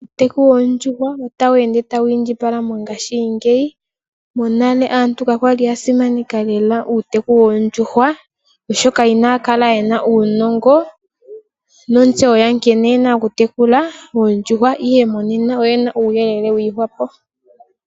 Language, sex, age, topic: Oshiwambo, female, 18-24, agriculture